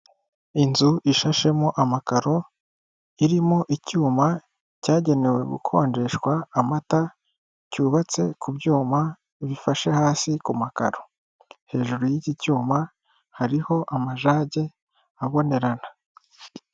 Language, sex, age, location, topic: Kinyarwanda, male, 25-35, Huye, finance